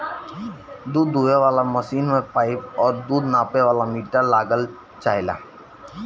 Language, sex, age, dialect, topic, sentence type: Bhojpuri, male, 18-24, Northern, agriculture, statement